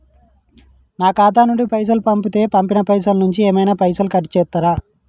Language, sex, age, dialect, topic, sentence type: Telugu, male, 31-35, Telangana, banking, question